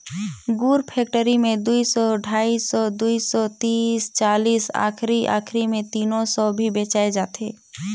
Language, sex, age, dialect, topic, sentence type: Chhattisgarhi, female, 18-24, Northern/Bhandar, banking, statement